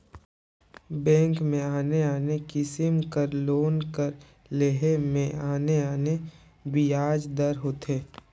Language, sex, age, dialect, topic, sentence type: Chhattisgarhi, male, 18-24, Northern/Bhandar, banking, statement